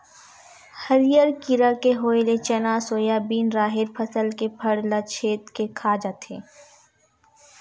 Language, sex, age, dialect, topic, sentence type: Chhattisgarhi, female, 18-24, Western/Budati/Khatahi, agriculture, statement